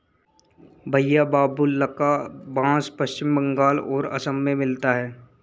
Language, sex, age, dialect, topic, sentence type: Hindi, male, 18-24, Marwari Dhudhari, agriculture, statement